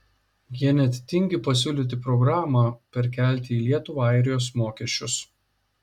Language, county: Lithuanian, Šiauliai